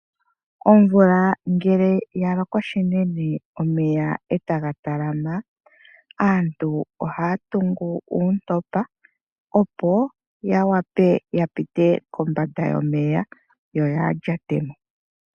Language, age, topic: Oshiwambo, 25-35, agriculture